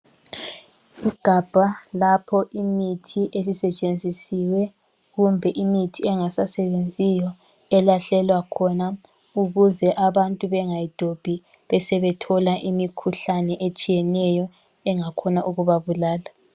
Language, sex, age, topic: North Ndebele, female, 18-24, health